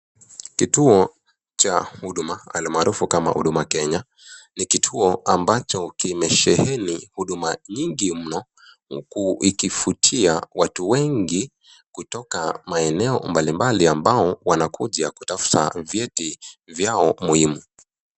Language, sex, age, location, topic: Swahili, male, 25-35, Nakuru, government